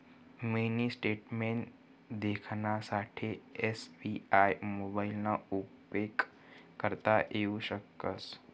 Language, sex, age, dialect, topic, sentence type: Marathi, male, 18-24, Northern Konkan, banking, statement